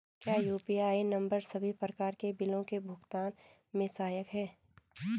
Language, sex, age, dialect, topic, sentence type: Hindi, female, 25-30, Garhwali, banking, question